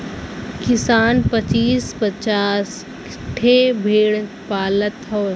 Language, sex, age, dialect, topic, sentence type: Bhojpuri, female, <18, Western, agriculture, statement